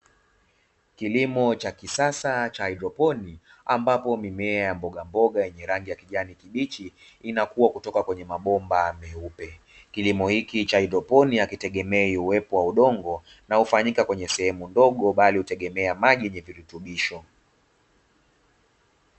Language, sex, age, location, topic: Swahili, male, 25-35, Dar es Salaam, agriculture